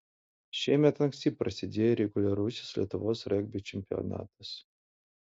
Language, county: Lithuanian, Utena